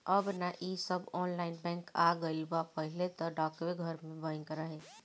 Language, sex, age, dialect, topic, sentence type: Bhojpuri, male, 25-30, Northern, banking, statement